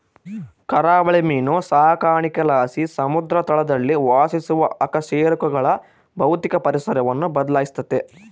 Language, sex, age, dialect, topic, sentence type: Kannada, male, 18-24, Central, agriculture, statement